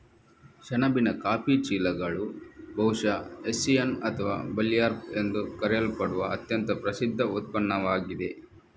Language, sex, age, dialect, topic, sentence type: Kannada, male, 31-35, Coastal/Dakshin, agriculture, statement